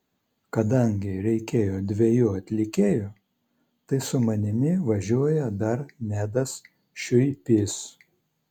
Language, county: Lithuanian, Vilnius